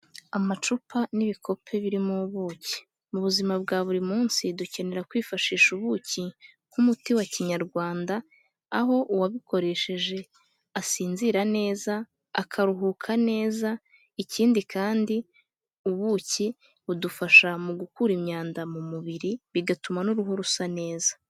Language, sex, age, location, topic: Kinyarwanda, female, 18-24, Kigali, health